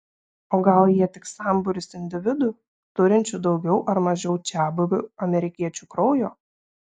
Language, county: Lithuanian, Šiauliai